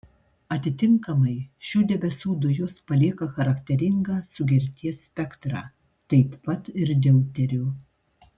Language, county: Lithuanian, Tauragė